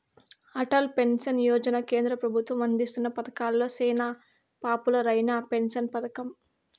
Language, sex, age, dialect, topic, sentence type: Telugu, female, 18-24, Southern, banking, statement